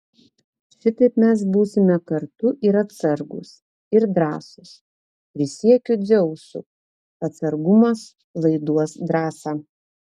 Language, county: Lithuanian, Telšiai